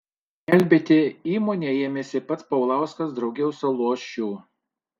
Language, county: Lithuanian, Panevėžys